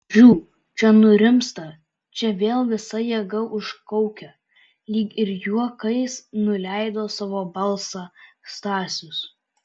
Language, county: Lithuanian, Alytus